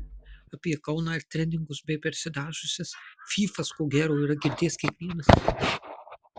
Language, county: Lithuanian, Marijampolė